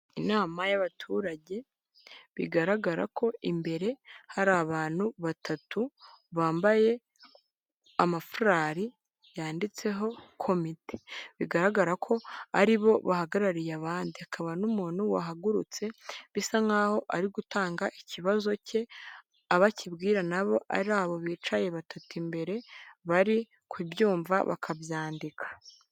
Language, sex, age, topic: Kinyarwanda, female, 18-24, government